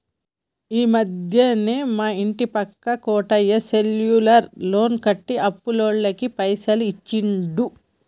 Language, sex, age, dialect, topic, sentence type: Telugu, female, 31-35, Telangana, banking, statement